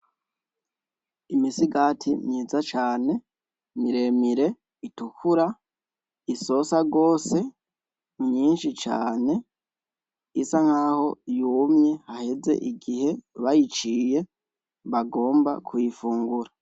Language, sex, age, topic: Rundi, female, 18-24, agriculture